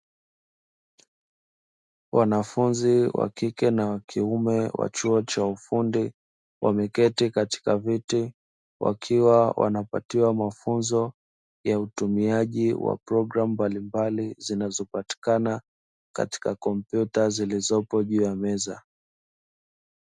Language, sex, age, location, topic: Swahili, male, 25-35, Dar es Salaam, education